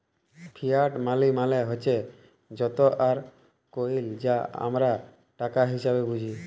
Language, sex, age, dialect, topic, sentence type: Bengali, male, 31-35, Jharkhandi, banking, statement